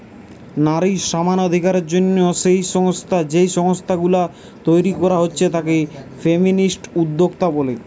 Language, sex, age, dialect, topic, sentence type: Bengali, male, 18-24, Western, banking, statement